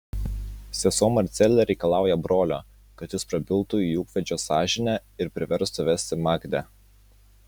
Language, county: Lithuanian, Utena